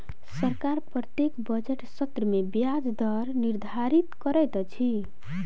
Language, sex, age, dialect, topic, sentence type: Maithili, female, 18-24, Southern/Standard, banking, statement